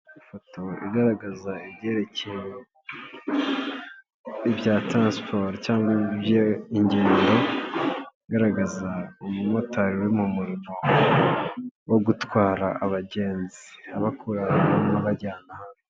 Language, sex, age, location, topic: Kinyarwanda, male, 18-24, Nyagatare, finance